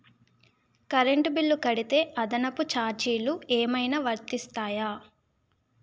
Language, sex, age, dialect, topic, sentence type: Telugu, female, 25-30, Utterandhra, banking, question